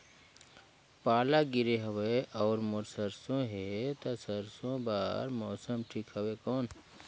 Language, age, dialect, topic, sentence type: Chhattisgarhi, 41-45, Northern/Bhandar, agriculture, question